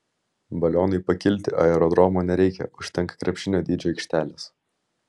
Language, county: Lithuanian, Vilnius